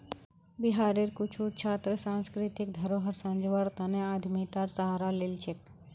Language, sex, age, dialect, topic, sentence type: Magahi, female, 46-50, Northeastern/Surjapuri, banking, statement